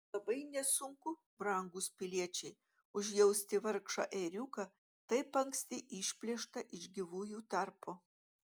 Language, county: Lithuanian, Utena